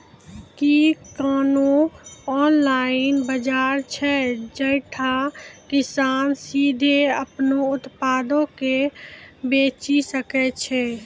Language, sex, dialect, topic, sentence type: Maithili, female, Angika, agriculture, statement